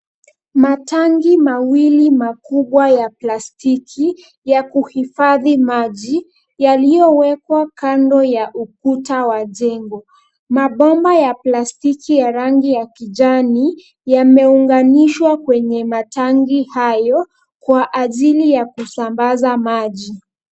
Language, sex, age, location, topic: Swahili, female, 18-24, Nairobi, government